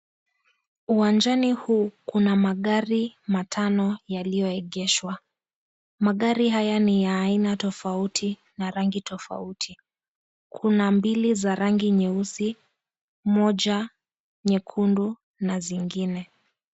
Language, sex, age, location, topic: Swahili, female, 18-24, Mombasa, finance